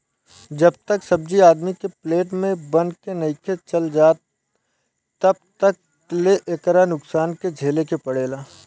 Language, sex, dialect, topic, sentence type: Bhojpuri, male, Southern / Standard, agriculture, statement